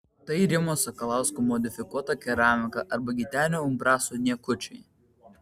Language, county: Lithuanian, Vilnius